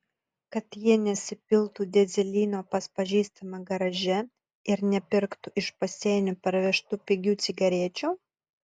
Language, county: Lithuanian, Utena